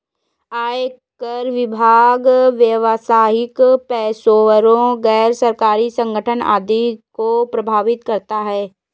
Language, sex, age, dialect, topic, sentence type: Hindi, female, 18-24, Kanauji Braj Bhasha, banking, statement